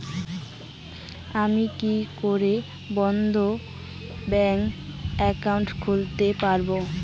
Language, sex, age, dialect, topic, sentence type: Bengali, female, 18-24, Rajbangshi, banking, question